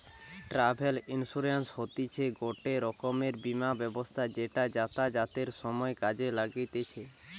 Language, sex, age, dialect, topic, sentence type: Bengali, male, 18-24, Western, banking, statement